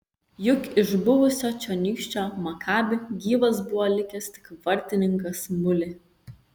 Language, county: Lithuanian, Kaunas